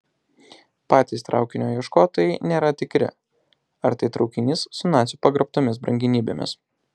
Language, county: Lithuanian, Alytus